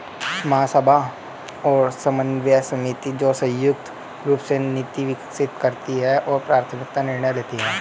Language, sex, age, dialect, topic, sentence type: Hindi, male, 18-24, Hindustani Malvi Khadi Boli, banking, statement